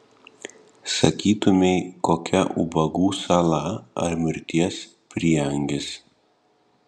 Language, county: Lithuanian, Panevėžys